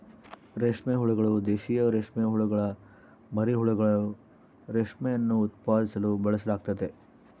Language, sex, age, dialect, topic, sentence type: Kannada, male, 60-100, Central, agriculture, statement